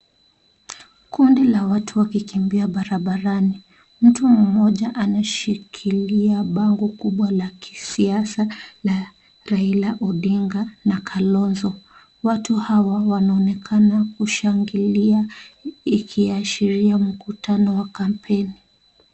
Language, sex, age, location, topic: Swahili, female, 36-49, Kisii, government